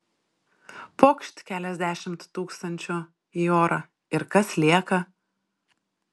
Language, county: Lithuanian, Šiauliai